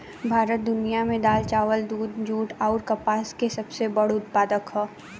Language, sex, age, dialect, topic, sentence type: Bhojpuri, female, 18-24, Southern / Standard, agriculture, statement